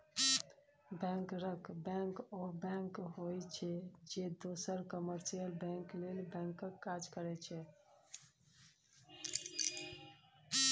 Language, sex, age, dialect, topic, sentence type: Maithili, female, 51-55, Bajjika, banking, statement